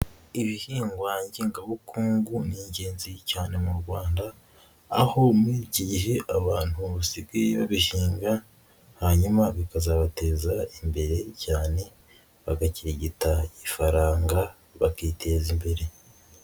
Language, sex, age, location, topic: Kinyarwanda, female, 18-24, Nyagatare, agriculture